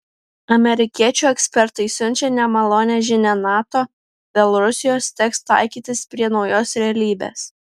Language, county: Lithuanian, Vilnius